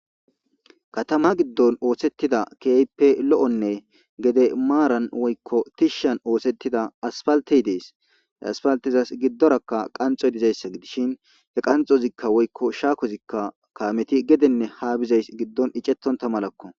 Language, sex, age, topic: Gamo, male, 25-35, government